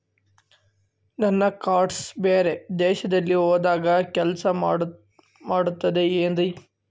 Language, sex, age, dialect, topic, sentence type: Kannada, male, 18-24, Central, banking, question